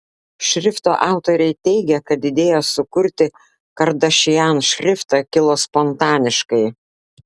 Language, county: Lithuanian, Klaipėda